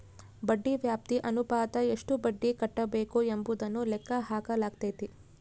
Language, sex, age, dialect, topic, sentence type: Kannada, female, 31-35, Central, banking, statement